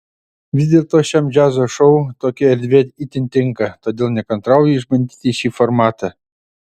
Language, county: Lithuanian, Utena